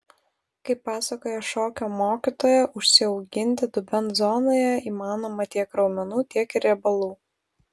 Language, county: Lithuanian, Vilnius